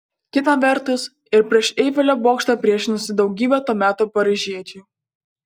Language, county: Lithuanian, Panevėžys